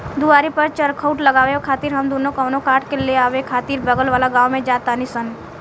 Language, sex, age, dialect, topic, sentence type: Bhojpuri, female, 18-24, Southern / Standard, agriculture, statement